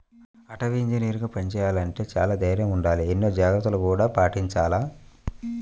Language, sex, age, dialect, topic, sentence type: Telugu, male, 41-45, Central/Coastal, agriculture, statement